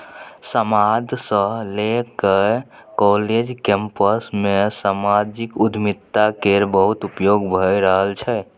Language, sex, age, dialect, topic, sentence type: Maithili, male, 18-24, Bajjika, banking, statement